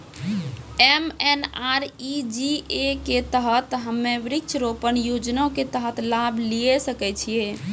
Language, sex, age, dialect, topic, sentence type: Maithili, female, 18-24, Angika, banking, question